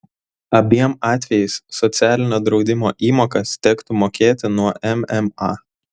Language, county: Lithuanian, Vilnius